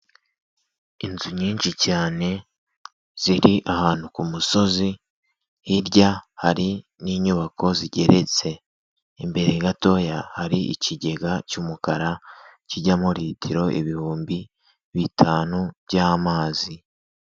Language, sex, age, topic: Kinyarwanda, male, 25-35, government